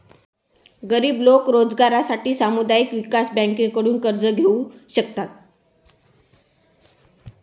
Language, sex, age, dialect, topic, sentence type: Marathi, female, 25-30, Standard Marathi, banking, statement